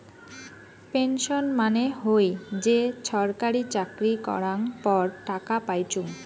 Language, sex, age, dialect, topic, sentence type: Bengali, female, 25-30, Rajbangshi, banking, statement